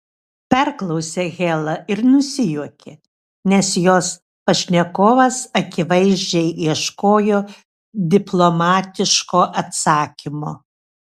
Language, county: Lithuanian, Šiauliai